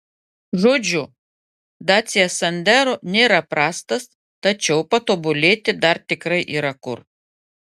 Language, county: Lithuanian, Klaipėda